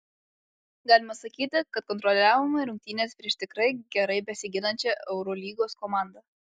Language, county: Lithuanian, Alytus